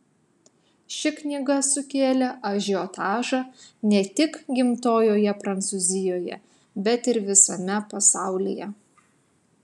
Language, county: Lithuanian, Utena